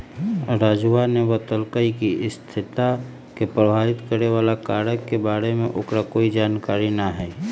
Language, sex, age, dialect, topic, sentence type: Magahi, female, 25-30, Western, agriculture, statement